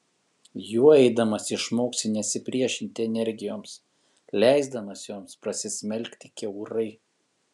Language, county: Lithuanian, Kaunas